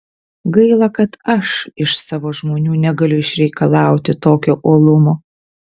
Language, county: Lithuanian, Vilnius